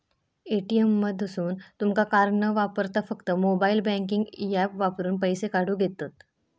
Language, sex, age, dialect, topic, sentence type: Marathi, female, 18-24, Southern Konkan, banking, statement